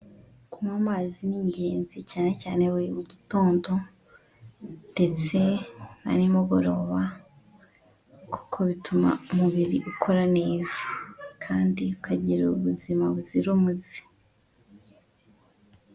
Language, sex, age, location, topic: Kinyarwanda, female, 25-35, Huye, health